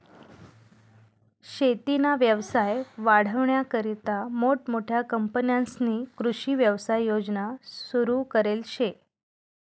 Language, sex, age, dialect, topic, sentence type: Marathi, female, 31-35, Northern Konkan, agriculture, statement